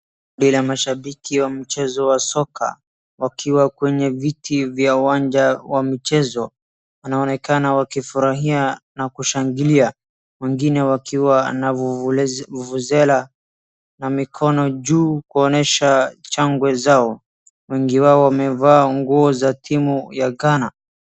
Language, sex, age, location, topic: Swahili, male, 18-24, Wajir, government